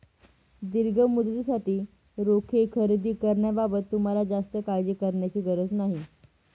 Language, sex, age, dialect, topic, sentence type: Marathi, female, 18-24, Northern Konkan, banking, statement